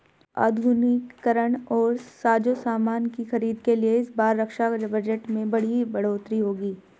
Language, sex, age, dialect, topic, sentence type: Hindi, female, 25-30, Hindustani Malvi Khadi Boli, banking, statement